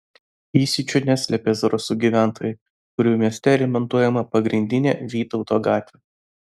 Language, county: Lithuanian, Vilnius